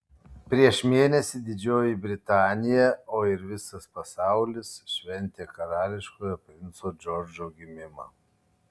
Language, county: Lithuanian, Kaunas